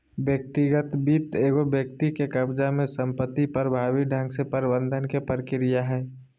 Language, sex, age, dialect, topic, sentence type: Magahi, male, 18-24, Southern, banking, statement